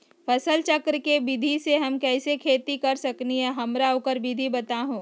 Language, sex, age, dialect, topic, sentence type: Magahi, female, 60-100, Western, agriculture, question